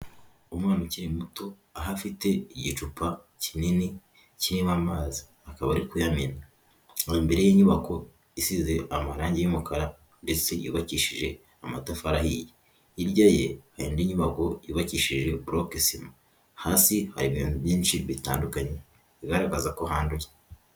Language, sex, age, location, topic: Kinyarwanda, female, 18-24, Huye, health